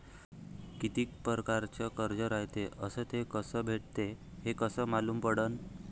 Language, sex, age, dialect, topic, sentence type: Marathi, male, 18-24, Varhadi, banking, question